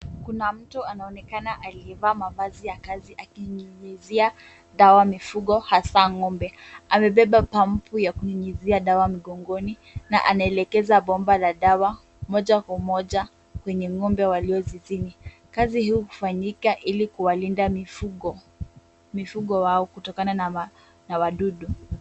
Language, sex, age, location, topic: Swahili, female, 18-24, Kisumu, agriculture